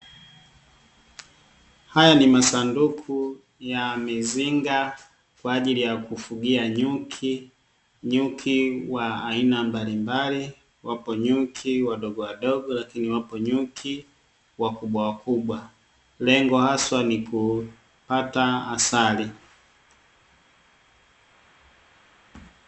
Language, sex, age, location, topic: Swahili, male, 25-35, Dar es Salaam, agriculture